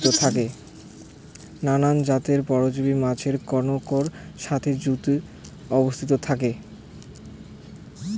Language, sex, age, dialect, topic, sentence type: Bengali, male, 18-24, Rajbangshi, agriculture, statement